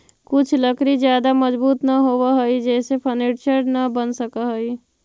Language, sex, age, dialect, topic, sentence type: Magahi, female, 51-55, Central/Standard, banking, statement